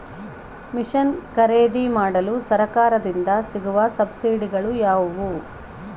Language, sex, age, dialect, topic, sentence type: Kannada, female, 31-35, Central, agriculture, question